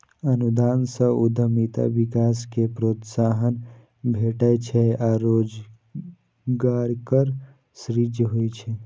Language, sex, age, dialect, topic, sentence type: Maithili, male, 18-24, Eastern / Thethi, banking, statement